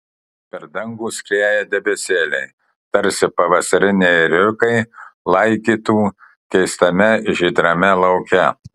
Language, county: Lithuanian, Kaunas